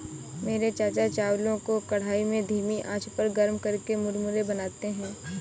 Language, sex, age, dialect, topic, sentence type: Hindi, female, 18-24, Awadhi Bundeli, agriculture, statement